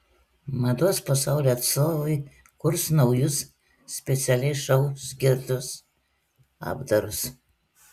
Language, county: Lithuanian, Klaipėda